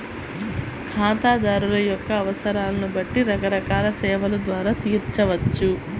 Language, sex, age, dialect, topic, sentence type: Telugu, female, 18-24, Central/Coastal, banking, statement